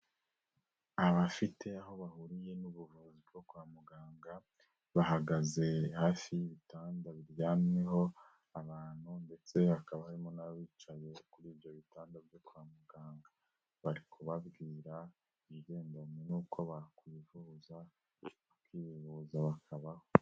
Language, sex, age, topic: Kinyarwanda, female, 36-49, health